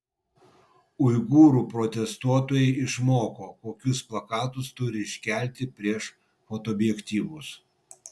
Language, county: Lithuanian, Vilnius